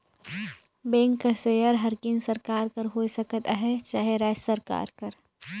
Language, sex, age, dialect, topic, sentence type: Chhattisgarhi, female, 18-24, Northern/Bhandar, banking, statement